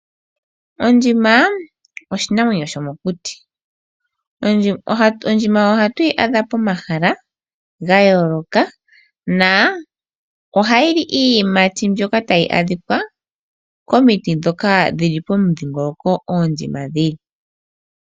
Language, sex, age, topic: Oshiwambo, female, 18-24, agriculture